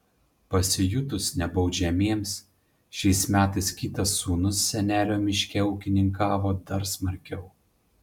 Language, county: Lithuanian, Panevėžys